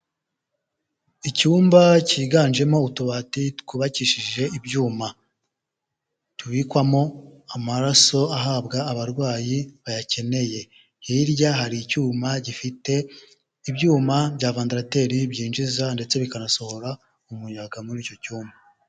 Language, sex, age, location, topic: Kinyarwanda, male, 25-35, Huye, health